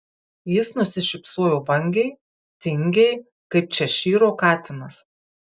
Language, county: Lithuanian, Kaunas